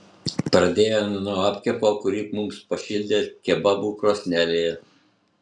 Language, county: Lithuanian, Utena